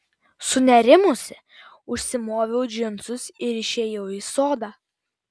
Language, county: Lithuanian, Vilnius